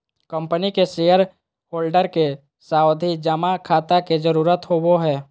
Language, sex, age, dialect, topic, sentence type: Magahi, female, 18-24, Southern, banking, statement